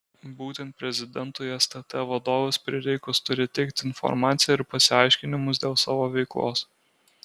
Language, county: Lithuanian, Alytus